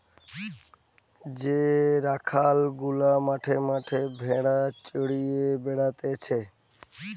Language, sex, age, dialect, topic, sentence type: Bengali, male, 60-100, Western, agriculture, statement